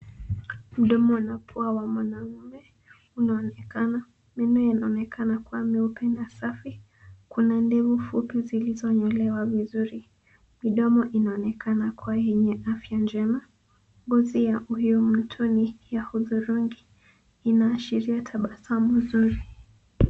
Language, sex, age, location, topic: Swahili, female, 18-24, Nairobi, health